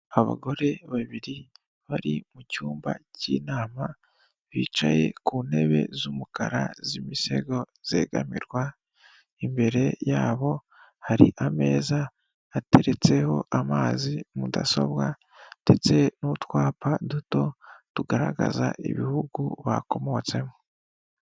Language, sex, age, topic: Kinyarwanda, male, 18-24, government